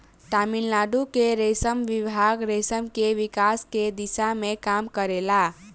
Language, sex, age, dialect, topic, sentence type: Bhojpuri, female, 18-24, Southern / Standard, agriculture, statement